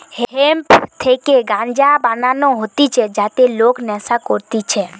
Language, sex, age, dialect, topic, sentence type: Bengali, female, 18-24, Western, agriculture, statement